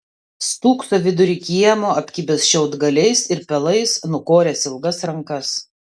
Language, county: Lithuanian, Vilnius